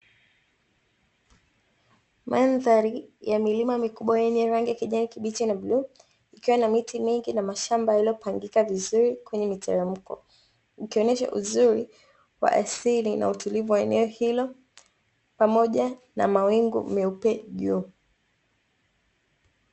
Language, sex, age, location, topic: Swahili, female, 25-35, Dar es Salaam, agriculture